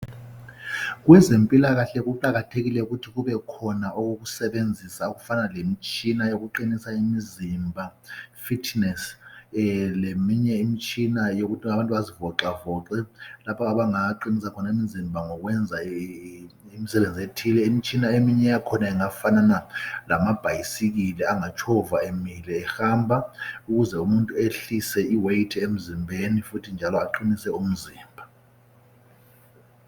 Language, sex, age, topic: North Ndebele, male, 50+, health